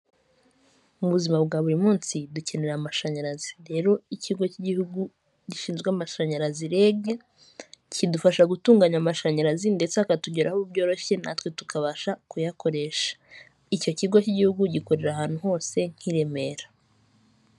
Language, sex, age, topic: Kinyarwanda, female, 18-24, government